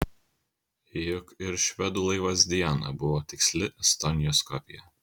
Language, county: Lithuanian, Kaunas